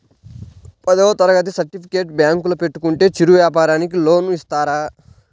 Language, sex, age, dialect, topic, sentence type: Telugu, male, 18-24, Central/Coastal, banking, question